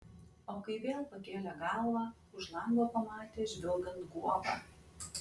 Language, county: Lithuanian, Klaipėda